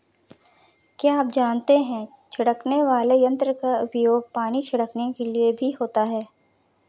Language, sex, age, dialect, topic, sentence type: Hindi, female, 56-60, Marwari Dhudhari, agriculture, statement